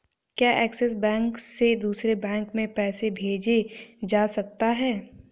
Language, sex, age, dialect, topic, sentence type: Hindi, female, 18-24, Awadhi Bundeli, banking, question